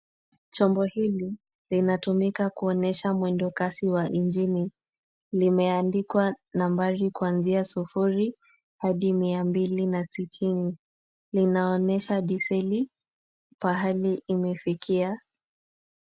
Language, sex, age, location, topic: Swahili, female, 18-24, Kisumu, finance